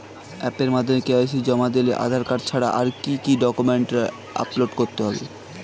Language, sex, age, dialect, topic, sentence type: Bengali, male, 18-24, Standard Colloquial, banking, question